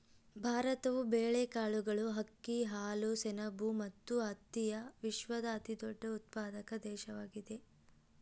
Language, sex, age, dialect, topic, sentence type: Kannada, female, 18-24, Central, agriculture, statement